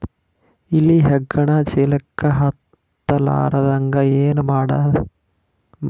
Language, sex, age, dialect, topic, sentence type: Kannada, male, 18-24, Northeastern, agriculture, question